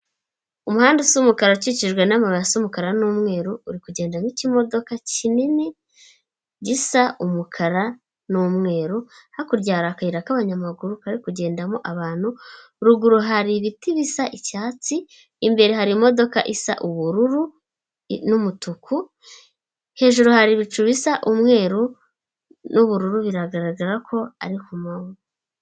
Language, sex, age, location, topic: Kinyarwanda, female, 25-35, Kigali, government